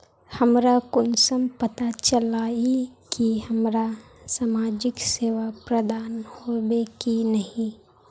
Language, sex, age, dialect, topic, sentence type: Magahi, female, 51-55, Northeastern/Surjapuri, banking, question